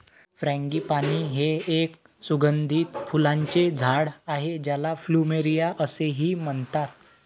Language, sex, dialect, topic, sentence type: Marathi, male, Varhadi, agriculture, statement